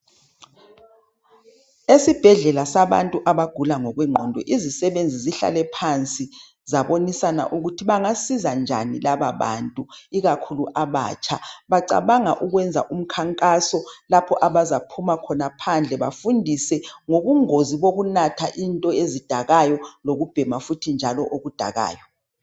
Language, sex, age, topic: North Ndebele, male, 36-49, health